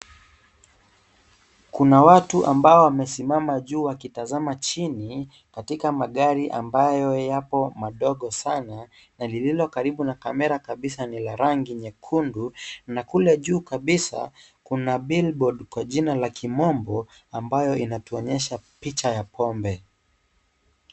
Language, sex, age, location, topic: Swahili, male, 18-24, Kisii, finance